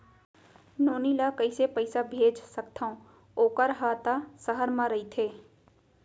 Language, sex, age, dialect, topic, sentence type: Chhattisgarhi, female, 25-30, Central, banking, question